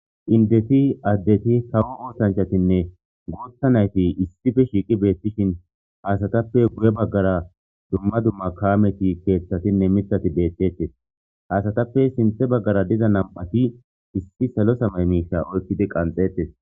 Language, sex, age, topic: Gamo, male, 25-35, government